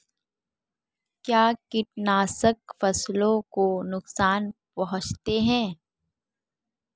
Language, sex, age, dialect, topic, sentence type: Hindi, female, 18-24, Marwari Dhudhari, agriculture, question